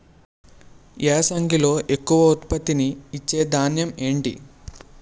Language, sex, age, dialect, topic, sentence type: Telugu, male, 18-24, Utterandhra, agriculture, question